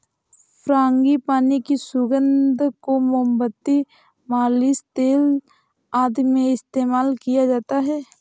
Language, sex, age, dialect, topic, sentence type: Hindi, female, 18-24, Awadhi Bundeli, agriculture, statement